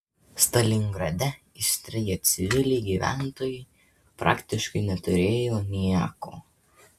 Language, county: Lithuanian, Vilnius